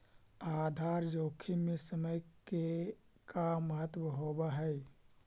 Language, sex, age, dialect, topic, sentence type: Magahi, male, 18-24, Central/Standard, agriculture, statement